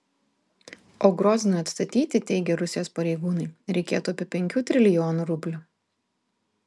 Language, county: Lithuanian, Vilnius